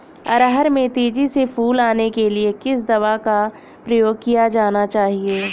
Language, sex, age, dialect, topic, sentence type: Hindi, female, 25-30, Awadhi Bundeli, agriculture, question